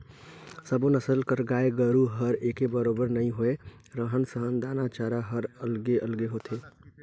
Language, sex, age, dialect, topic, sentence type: Chhattisgarhi, male, 18-24, Northern/Bhandar, agriculture, statement